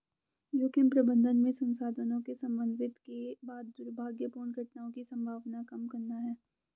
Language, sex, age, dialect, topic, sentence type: Hindi, female, 18-24, Garhwali, agriculture, statement